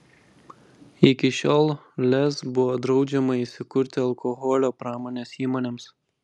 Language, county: Lithuanian, Vilnius